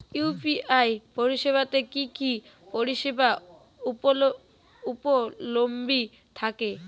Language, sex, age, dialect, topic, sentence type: Bengali, female, 18-24, Rajbangshi, banking, question